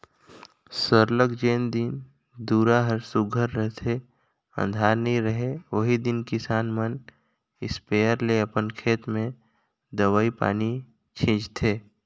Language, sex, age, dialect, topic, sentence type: Chhattisgarhi, male, 25-30, Northern/Bhandar, agriculture, statement